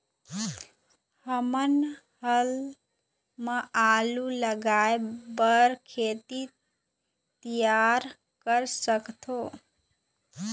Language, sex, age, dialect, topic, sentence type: Chhattisgarhi, female, 25-30, Eastern, agriculture, question